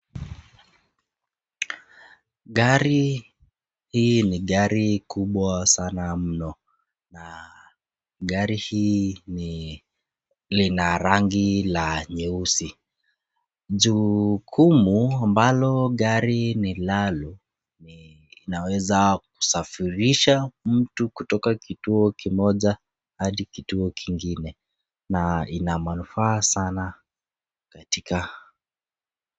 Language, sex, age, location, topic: Swahili, female, 36-49, Nakuru, finance